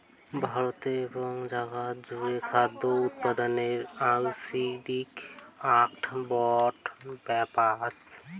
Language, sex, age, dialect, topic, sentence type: Bengali, male, 18-24, Rajbangshi, agriculture, statement